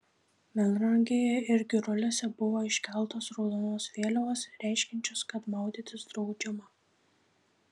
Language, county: Lithuanian, Šiauliai